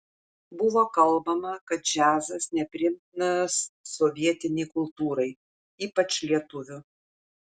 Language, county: Lithuanian, Šiauliai